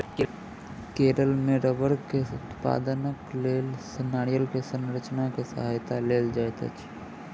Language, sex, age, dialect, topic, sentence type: Maithili, male, 18-24, Southern/Standard, agriculture, statement